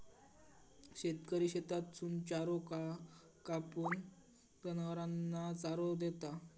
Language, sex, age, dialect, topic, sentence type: Marathi, male, 36-40, Southern Konkan, agriculture, statement